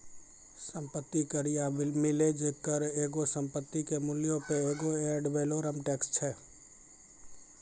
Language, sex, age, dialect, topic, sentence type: Maithili, male, 36-40, Angika, banking, statement